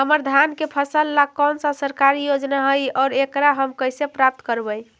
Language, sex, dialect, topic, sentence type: Magahi, female, Central/Standard, agriculture, question